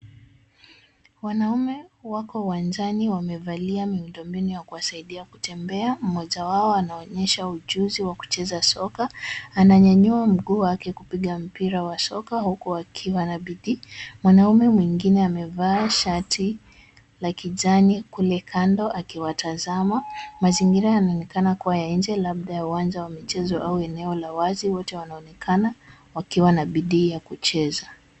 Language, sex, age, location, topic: Swahili, male, 25-35, Kisumu, education